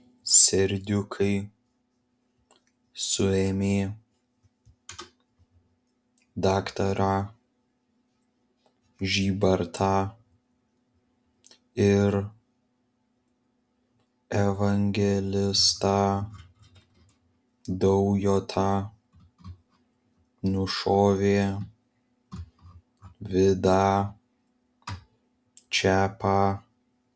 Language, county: Lithuanian, Vilnius